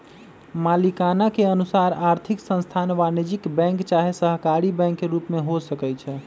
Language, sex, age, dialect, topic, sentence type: Magahi, male, 25-30, Western, banking, statement